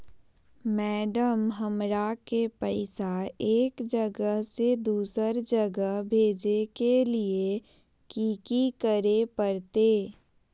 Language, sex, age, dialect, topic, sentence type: Magahi, female, 18-24, Southern, banking, question